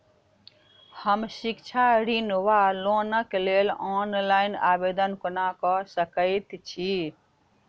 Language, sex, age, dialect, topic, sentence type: Maithili, female, 46-50, Southern/Standard, banking, question